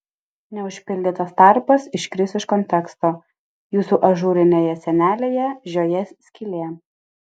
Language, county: Lithuanian, Alytus